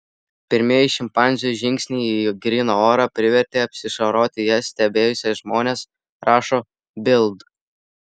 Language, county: Lithuanian, Vilnius